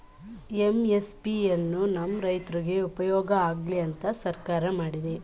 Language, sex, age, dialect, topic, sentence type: Kannada, female, 18-24, Mysore Kannada, agriculture, statement